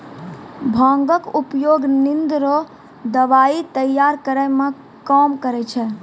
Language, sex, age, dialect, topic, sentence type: Maithili, female, 18-24, Angika, agriculture, statement